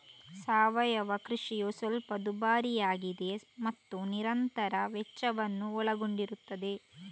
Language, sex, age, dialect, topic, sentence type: Kannada, female, 36-40, Coastal/Dakshin, agriculture, statement